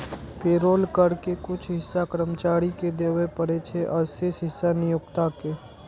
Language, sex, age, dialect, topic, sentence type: Maithili, male, 36-40, Eastern / Thethi, banking, statement